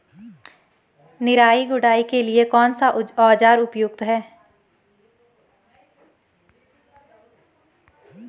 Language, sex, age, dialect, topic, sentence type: Hindi, female, 18-24, Garhwali, agriculture, question